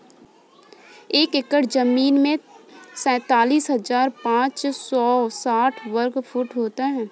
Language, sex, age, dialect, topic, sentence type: Hindi, female, 18-24, Kanauji Braj Bhasha, agriculture, statement